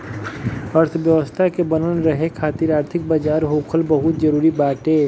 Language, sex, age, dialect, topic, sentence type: Bhojpuri, male, 25-30, Northern, banking, statement